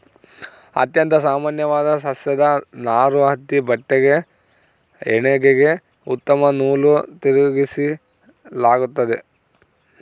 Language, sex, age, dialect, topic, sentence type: Kannada, female, 36-40, Central, agriculture, statement